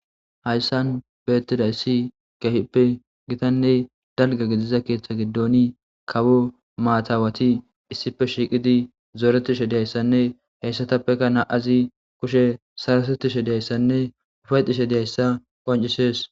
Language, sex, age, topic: Gamo, male, 18-24, government